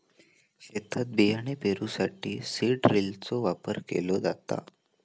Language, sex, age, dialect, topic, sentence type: Marathi, male, 18-24, Southern Konkan, agriculture, statement